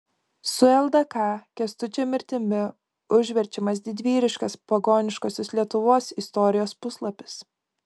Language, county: Lithuanian, Kaunas